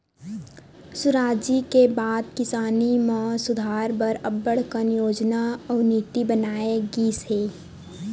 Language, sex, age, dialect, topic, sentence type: Chhattisgarhi, female, 18-24, Western/Budati/Khatahi, agriculture, statement